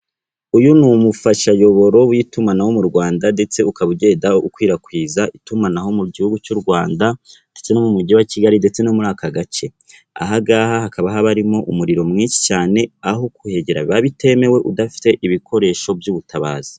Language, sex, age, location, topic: Kinyarwanda, female, 36-49, Kigali, government